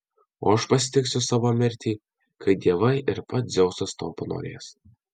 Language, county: Lithuanian, Alytus